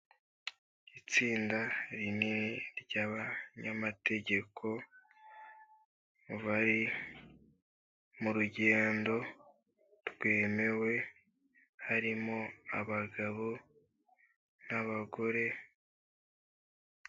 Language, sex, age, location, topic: Kinyarwanda, male, 18-24, Kigali, government